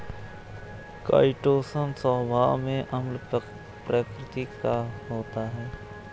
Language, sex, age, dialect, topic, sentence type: Hindi, male, 18-24, Awadhi Bundeli, agriculture, statement